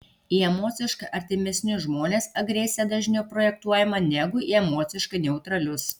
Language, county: Lithuanian, Kaunas